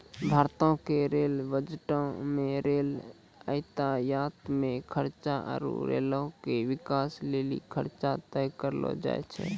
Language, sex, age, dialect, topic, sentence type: Maithili, male, 18-24, Angika, banking, statement